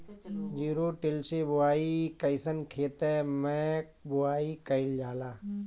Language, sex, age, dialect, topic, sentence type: Bhojpuri, male, 41-45, Northern, agriculture, question